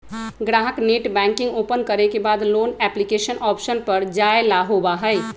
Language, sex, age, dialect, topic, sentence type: Magahi, male, 36-40, Western, banking, statement